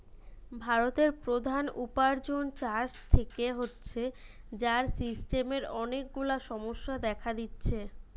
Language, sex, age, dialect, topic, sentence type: Bengali, female, 25-30, Western, agriculture, statement